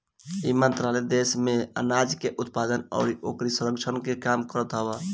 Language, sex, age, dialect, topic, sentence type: Bhojpuri, female, 18-24, Northern, agriculture, statement